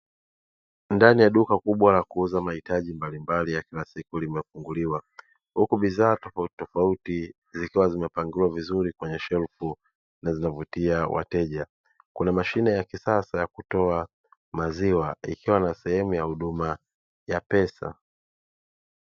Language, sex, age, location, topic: Swahili, male, 18-24, Dar es Salaam, finance